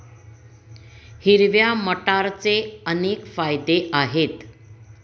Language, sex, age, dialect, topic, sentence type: Marathi, female, 46-50, Standard Marathi, agriculture, statement